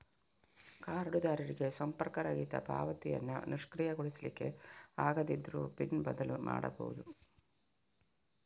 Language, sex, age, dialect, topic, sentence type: Kannada, female, 41-45, Coastal/Dakshin, banking, statement